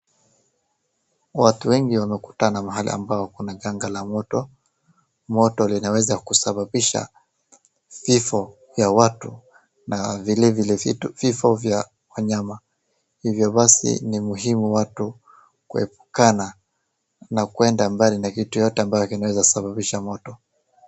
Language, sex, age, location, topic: Swahili, male, 25-35, Wajir, health